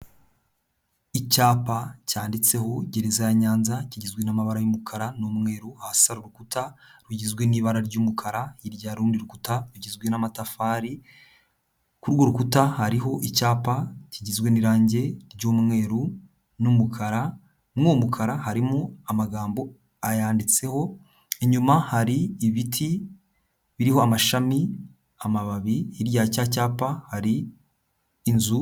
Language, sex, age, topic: Kinyarwanda, male, 18-24, government